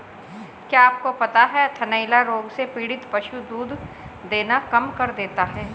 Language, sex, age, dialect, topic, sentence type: Hindi, female, 41-45, Hindustani Malvi Khadi Boli, agriculture, statement